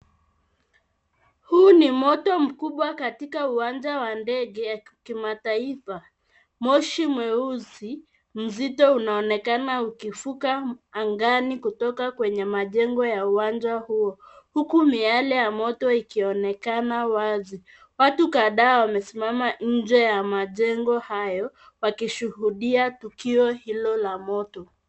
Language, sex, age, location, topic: Swahili, female, 50+, Nairobi, health